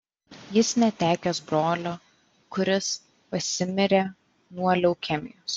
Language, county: Lithuanian, Vilnius